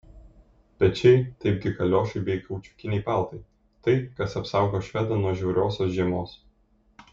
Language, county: Lithuanian, Kaunas